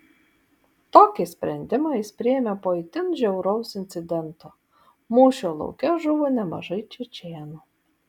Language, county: Lithuanian, Vilnius